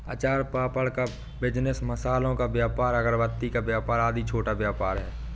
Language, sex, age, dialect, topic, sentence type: Hindi, male, 18-24, Awadhi Bundeli, banking, statement